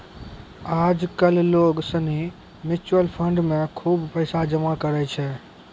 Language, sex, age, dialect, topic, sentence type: Maithili, male, 18-24, Angika, banking, statement